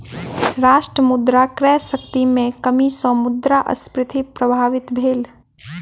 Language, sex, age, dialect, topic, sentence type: Maithili, female, 18-24, Southern/Standard, banking, statement